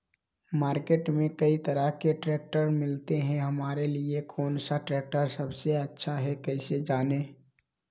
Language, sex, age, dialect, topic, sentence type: Magahi, male, 18-24, Western, agriculture, question